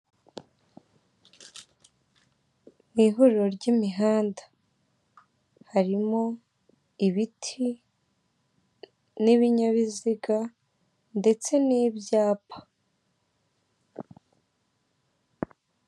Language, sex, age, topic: Kinyarwanda, female, 18-24, government